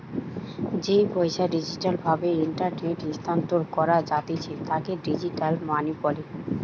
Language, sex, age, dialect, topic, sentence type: Bengali, female, 18-24, Western, banking, statement